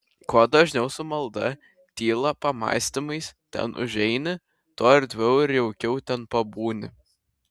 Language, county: Lithuanian, Šiauliai